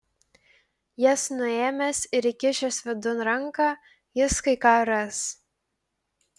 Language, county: Lithuanian, Klaipėda